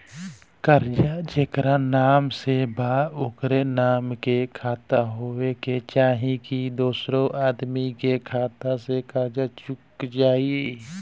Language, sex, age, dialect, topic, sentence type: Bhojpuri, male, 18-24, Southern / Standard, banking, question